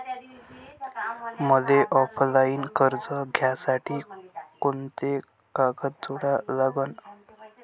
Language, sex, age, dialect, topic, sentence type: Marathi, male, 18-24, Varhadi, banking, question